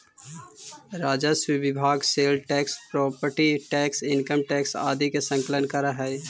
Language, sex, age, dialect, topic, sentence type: Magahi, male, 25-30, Central/Standard, banking, statement